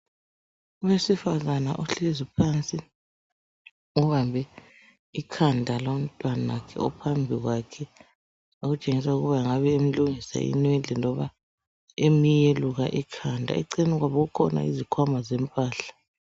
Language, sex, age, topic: North Ndebele, male, 36-49, health